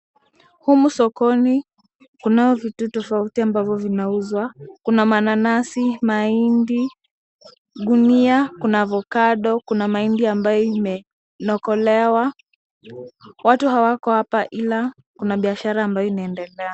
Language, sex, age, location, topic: Swahili, female, 18-24, Kisumu, finance